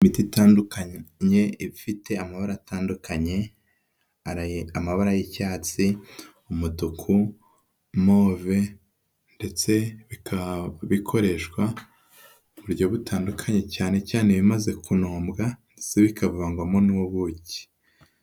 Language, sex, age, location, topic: Kinyarwanda, male, 18-24, Huye, health